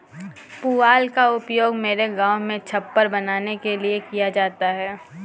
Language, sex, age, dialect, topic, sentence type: Hindi, female, 18-24, Kanauji Braj Bhasha, agriculture, statement